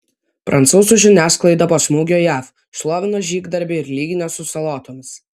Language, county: Lithuanian, Vilnius